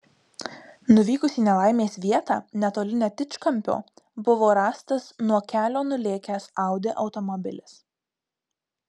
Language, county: Lithuanian, Marijampolė